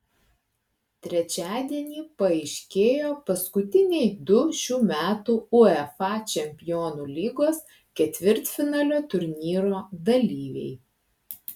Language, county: Lithuanian, Klaipėda